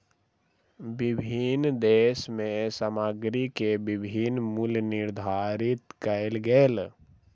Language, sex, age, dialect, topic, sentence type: Maithili, male, 60-100, Southern/Standard, banking, statement